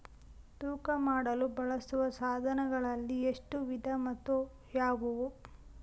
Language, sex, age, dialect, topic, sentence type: Kannada, female, 18-24, Central, agriculture, question